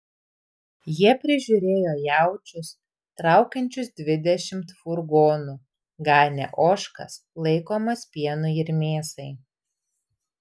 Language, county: Lithuanian, Vilnius